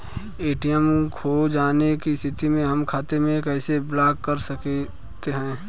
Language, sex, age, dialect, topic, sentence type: Bhojpuri, male, 25-30, Western, banking, question